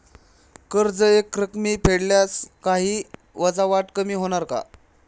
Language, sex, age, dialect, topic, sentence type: Marathi, male, 25-30, Standard Marathi, banking, question